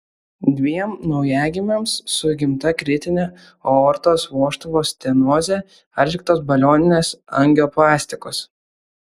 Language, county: Lithuanian, Kaunas